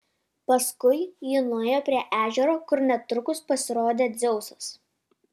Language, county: Lithuanian, Kaunas